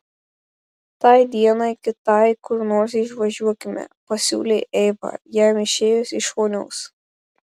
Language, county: Lithuanian, Marijampolė